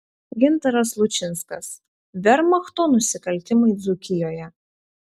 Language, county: Lithuanian, Vilnius